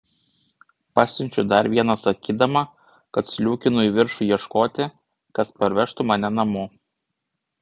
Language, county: Lithuanian, Vilnius